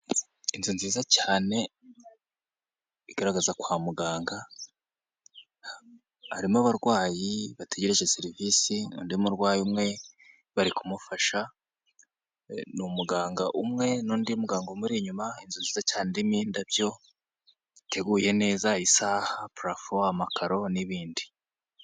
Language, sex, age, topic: Kinyarwanda, male, 18-24, health